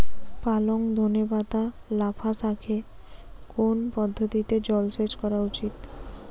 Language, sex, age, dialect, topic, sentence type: Bengali, female, 18-24, Rajbangshi, agriculture, question